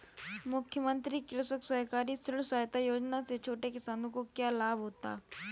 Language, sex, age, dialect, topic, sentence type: Hindi, female, 18-24, Kanauji Braj Bhasha, agriculture, question